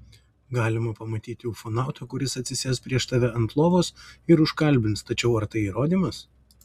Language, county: Lithuanian, Vilnius